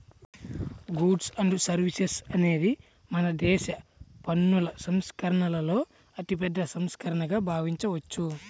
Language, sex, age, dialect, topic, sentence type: Telugu, male, 18-24, Central/Coastal, banking, statement